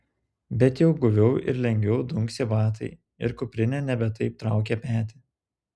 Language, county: Lithuanian, Telšiai